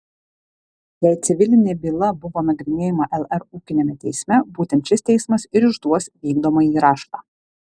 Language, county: Lithuanian, Alytus